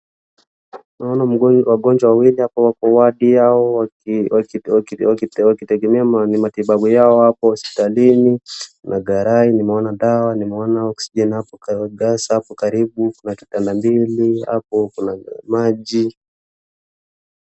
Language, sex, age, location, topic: Swahili, male, 25-35, Wajir, health